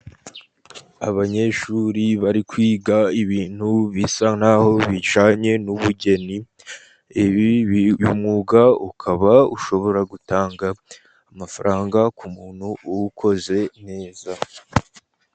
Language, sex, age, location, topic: Kinyarwanda, male, 50+, Musanze, education